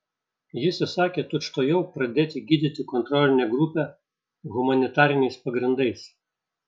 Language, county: Lithuanian, Šiauliai